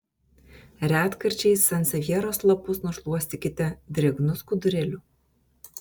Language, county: Lithuanian, Vilnius